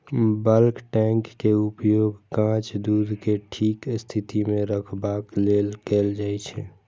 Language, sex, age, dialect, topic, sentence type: Maithili, male, 18-24, Eastern / Thethi, agriculture, statement